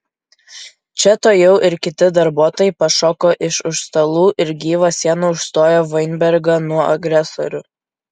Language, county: Lithuanian, Kaunas